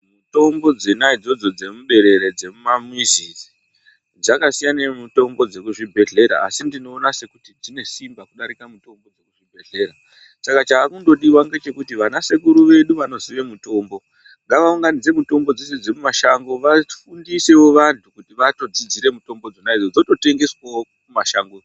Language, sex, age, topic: Ndau, female, 36-49, health